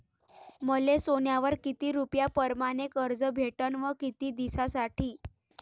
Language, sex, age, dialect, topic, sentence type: Marathi, female, 18-24, Varhadi, banking, question